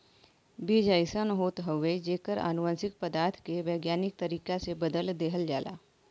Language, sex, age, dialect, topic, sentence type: Bhojpuri, female, 36-40, Western, agriculture, statement